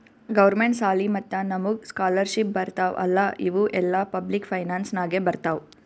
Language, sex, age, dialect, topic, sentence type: Kannada, female, 18-24, Northeastern, banking, statement